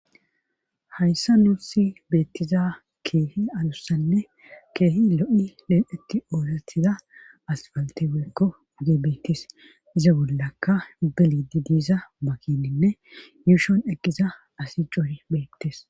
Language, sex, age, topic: Gamo, female, 36-49, government